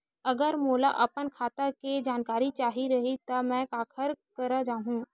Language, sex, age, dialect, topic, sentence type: Chhattisgarhi, female, 31-35, Western/Budati/Khatahi, banking, question